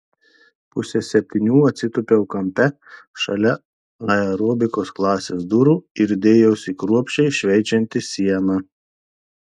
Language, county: Lithuanian, Telšiai